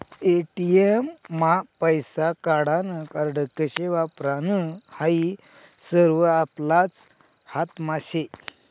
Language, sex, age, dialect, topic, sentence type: Marathi, male, 51-55, Northern Konkan, banking, statement